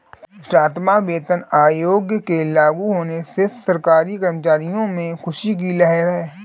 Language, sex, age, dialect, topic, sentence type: Hindi, male, 25-30, Marwari Dhudhari, banking, statement